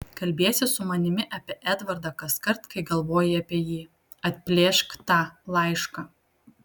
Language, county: Lithuanian, Kaunas